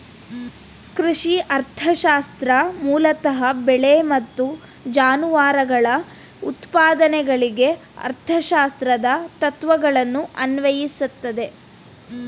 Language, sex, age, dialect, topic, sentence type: Kannada, female, 18-24, Mysore Kannada, agriculture, statement